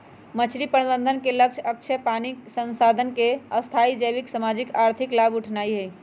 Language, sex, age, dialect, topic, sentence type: Magahi, female, 31-35, Western, agriculture, statement